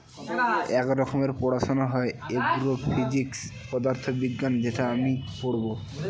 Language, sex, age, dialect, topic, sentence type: Bengali, male, 18-24, Northern/Varendri, agriculture, statement